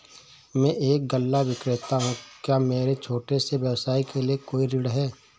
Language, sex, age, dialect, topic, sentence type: Hindi, male, 31-35, Awadhi Bundeli, banking, question